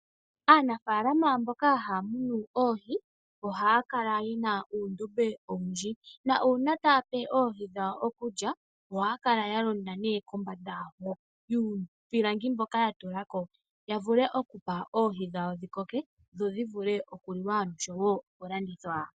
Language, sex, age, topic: Oshiwambo, male, 25-35, agriculture